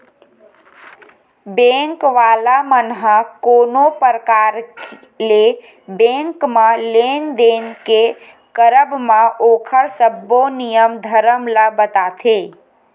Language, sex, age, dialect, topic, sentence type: Chhattisgarhi, female, 25-30, Western/Budati/Khatahi, banking, statement